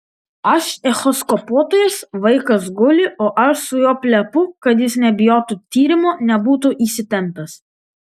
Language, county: Lithuanian, Vilnius